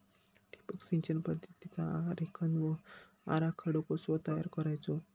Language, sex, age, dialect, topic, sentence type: Marathi, male, 60-100, Southern Konkan, agriculture, question